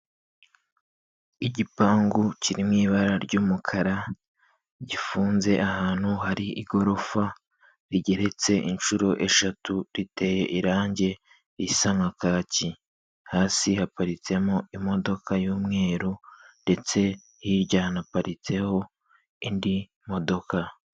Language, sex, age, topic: Kinyarwanda, male, 25-35, government